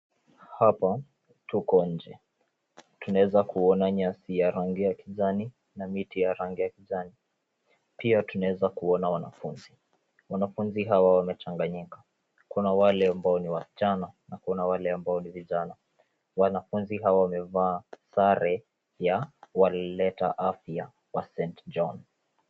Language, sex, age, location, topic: Swahili, male, 18-24, Nairobi, education